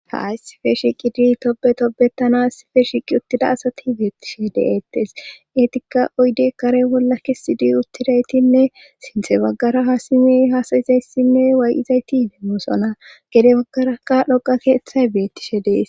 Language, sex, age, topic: Gamo, male, 18-24, government